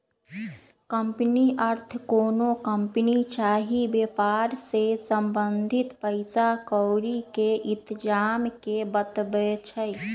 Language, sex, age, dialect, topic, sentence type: Magahi, female, 31-35, Western, banking, statement